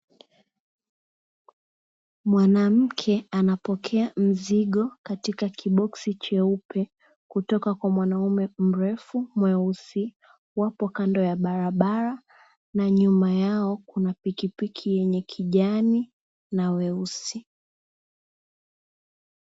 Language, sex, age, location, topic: Swahili, female, 18-24, Dar es Salaam, government